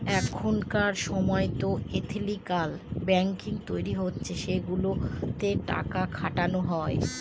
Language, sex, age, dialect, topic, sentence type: Bengali, female, 25-30, Northern/Varendri, banking, statement